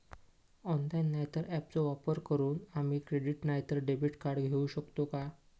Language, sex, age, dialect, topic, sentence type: Marathi, male, 25-30, Southern Konkan, banking, question